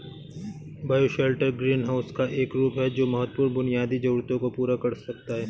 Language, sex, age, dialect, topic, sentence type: Hindi, male, 31-35, Awadhi Bundeli, agriculture, statement